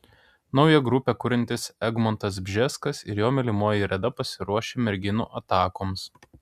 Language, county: Lithuanian, Kaunas